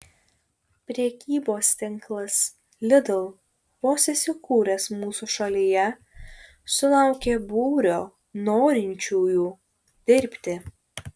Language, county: Lithuanian, Šiauliai